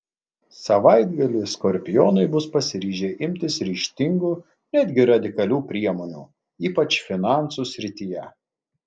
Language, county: Lithuanian, Klaipėda